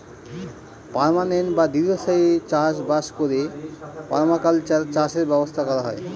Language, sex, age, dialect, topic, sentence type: Bengali, male, 36-40, Northern/Varendri, agriculture, statement